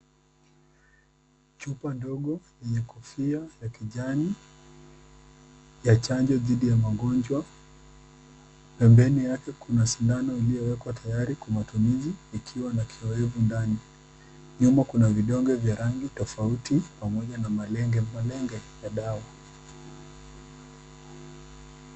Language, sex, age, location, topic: Swahili, female, 25-35, Nakuru, health